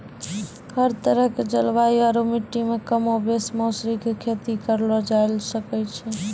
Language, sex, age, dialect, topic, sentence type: Maithili, female, 18-24, Angika, agriculture, statement